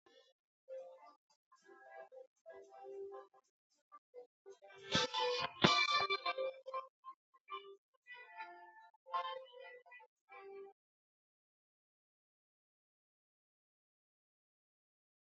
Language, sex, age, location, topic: Swahili, female, 25-35, Nakuru, health